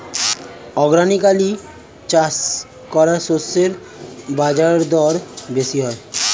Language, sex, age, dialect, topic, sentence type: Bengali, male, 18-24, Standard Colloquial, agriculture, statement